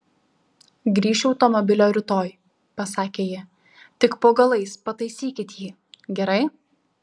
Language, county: Lithuanian, Šiauliai